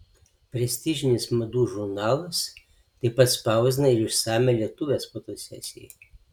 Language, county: Lithuanian, Alytus